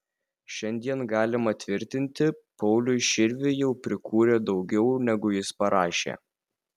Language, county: Lithuanian, Vilnius